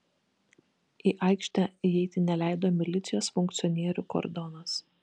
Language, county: Lithuanian, Kaunas